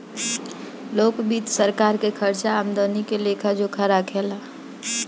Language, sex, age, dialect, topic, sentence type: Bhojpuri, female, 31-35, Northern, banking, statement